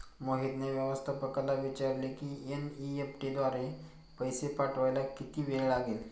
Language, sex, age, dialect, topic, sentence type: Marathi, male, 46-50, Standard Marathi, banking, statement